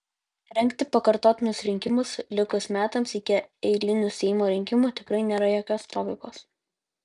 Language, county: Lithuanian, Utena